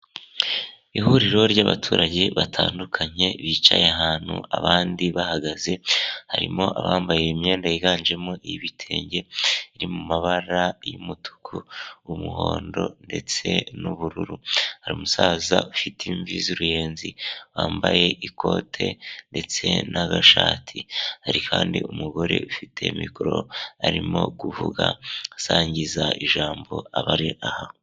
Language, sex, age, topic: Kinyarwanda, male, 18-24, government